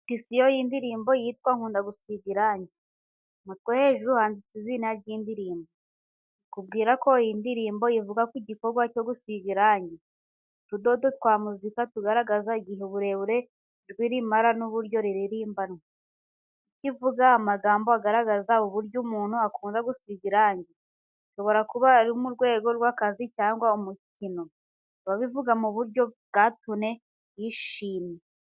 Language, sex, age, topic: Kinyarwanda, female, 18-24, education